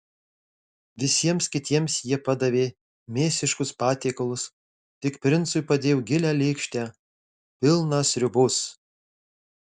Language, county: Lithuanian, Marijampolė